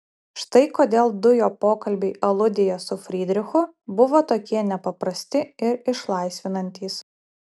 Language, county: Lithuanian, Utena